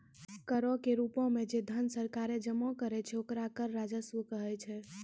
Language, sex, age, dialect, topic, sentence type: Maithili, female, 18-24, Angika, banking, statement